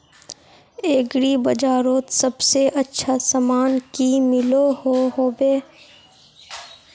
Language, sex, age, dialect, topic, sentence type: Magahi, female, 51-55, Northeastern/Surjapuri, agriculture, question